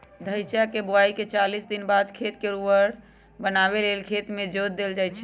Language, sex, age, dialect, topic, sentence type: Magahi, female, 25-30, Western, agriculture, statement